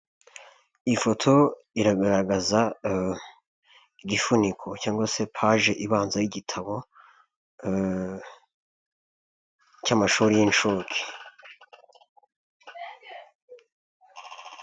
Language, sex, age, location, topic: Kinyarwanda, male, 25-35, Nyagatare, education